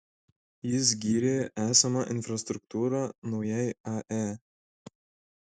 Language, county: Lithuanian, Šiauliai